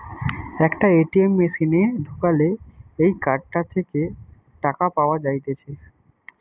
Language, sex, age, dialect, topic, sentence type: Bengali, male, 18-24, Western, banking, statement